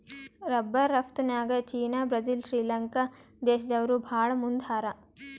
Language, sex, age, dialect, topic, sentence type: Kannada, female, 18-24, Northeastern, agriculture, statement